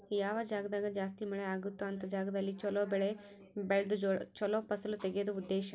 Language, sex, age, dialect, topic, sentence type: Kannada, female, 18-24, Central, agriculture, statement